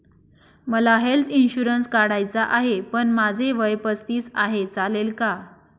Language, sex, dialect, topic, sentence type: Marathi, female, Northern Konkan, banking, question